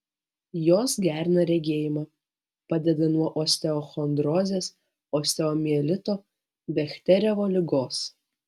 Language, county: Lithuanian, Alytus